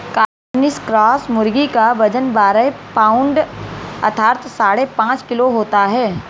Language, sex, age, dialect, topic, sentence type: Hindi, female, 36-40, Marwari Dhudhari, agriculture, statement